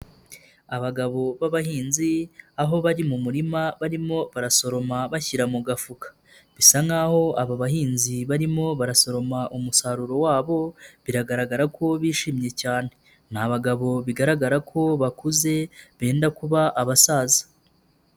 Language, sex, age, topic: Kinyarwanda, male, 25-35, agriculture